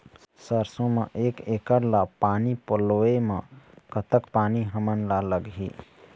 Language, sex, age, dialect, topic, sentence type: Chhattisgarhi, male, 31-35, Eastern, agriculture, question